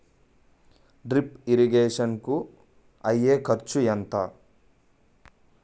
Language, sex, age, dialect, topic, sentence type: Telugu, male, 18-24, Utterandhra, agriculture, question